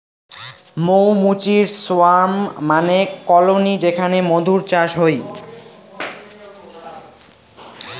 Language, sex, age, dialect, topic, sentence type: Bengali, male, 18-24, Rajbangshi, agriculture, statement